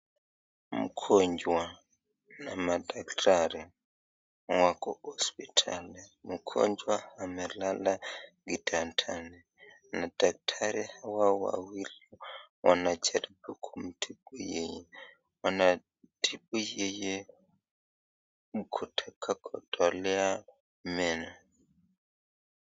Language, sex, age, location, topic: Swahili, male, 25-35, Nakuru, health